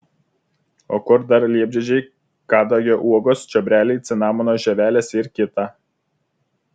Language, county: Lithuanian, Vilnius